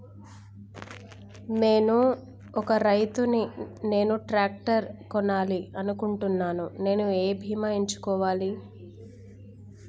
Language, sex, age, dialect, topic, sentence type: Telugu, female, 25-30, Telangana, agriculture, question